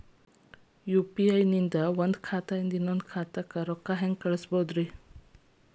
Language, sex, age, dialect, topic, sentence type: Kannada, female, 31-35, Dharwad Kannada, banking, question